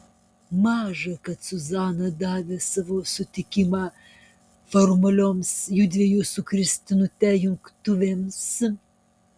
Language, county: Lithuanian, Panevėžys